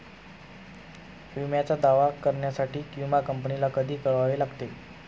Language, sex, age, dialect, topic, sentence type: Marathi, male, 25-30, Standard Marathi, banking, question